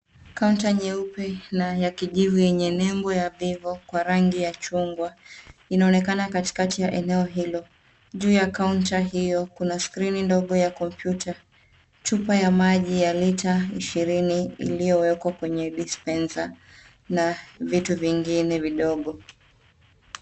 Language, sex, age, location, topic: Swahili, female, 25-35, Nairobi, finance